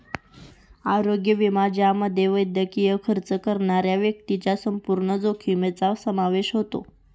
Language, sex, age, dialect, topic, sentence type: Marathi, female, 18-24, Northern Konkan, banking, statement